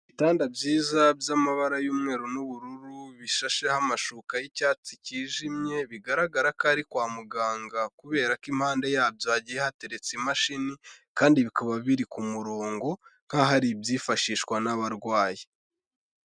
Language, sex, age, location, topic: Kinyarwanda, male, 18-24, Kigali, health